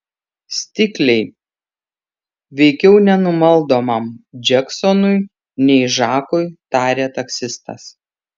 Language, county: Lithuanian, Šiauliai